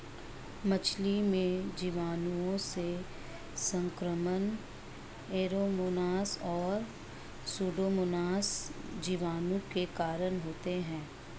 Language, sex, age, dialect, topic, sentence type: Hindi, male, 56-60, Marwari Dhudhari, agriculture, statement